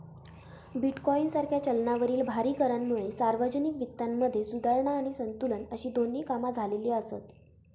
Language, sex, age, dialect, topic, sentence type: Marathi, female, 18-24, Southern Konkan, banking, statement